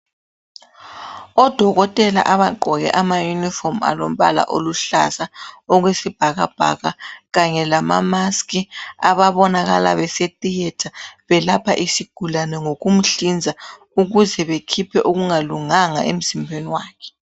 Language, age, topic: North Ndebele, 36-49, health